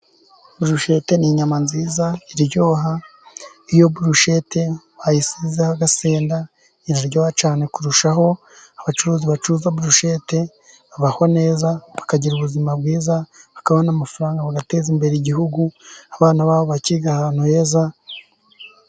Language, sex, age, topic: Kinyarwanda, male, 36-49, finance